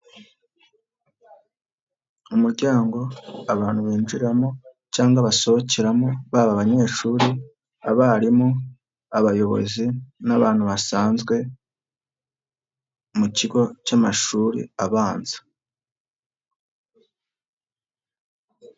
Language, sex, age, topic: Kinyarwanda, female, 50+, education